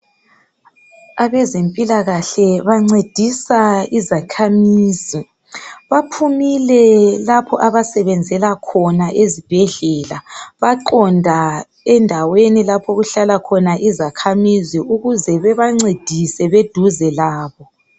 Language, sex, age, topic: North Ndebele, male, 18-24, health